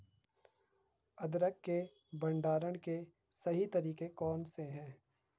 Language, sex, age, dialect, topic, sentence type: Hindi, male, 51-55, Garhwali, agriculture, question